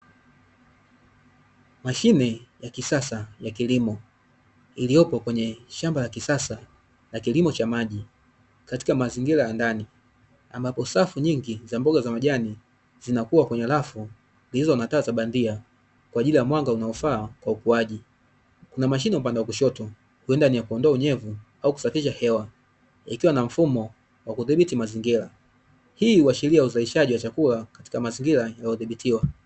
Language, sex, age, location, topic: Swahili, male, 25-35, Dar es Salaam, agriculture